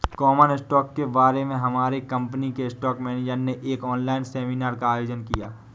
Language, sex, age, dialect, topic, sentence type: Hindi, male, 18-24, Awadhi Bundeli, banking, statement